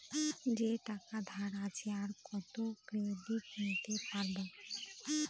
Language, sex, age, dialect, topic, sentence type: Bengali, female, 25-30, Northern/Varendri, banking, statement